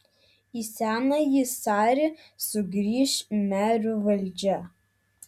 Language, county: Lithuanian, Vilnius